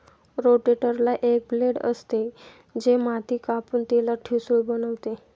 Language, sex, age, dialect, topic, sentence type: Marathi, male, 18-24, Standard Marathi, agriculture, statement